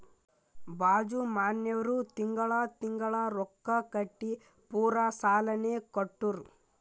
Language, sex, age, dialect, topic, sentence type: Kannada, male, 31-35, Northeastern, banking, statement